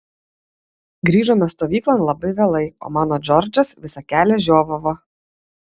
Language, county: Lithuanian, Vilnius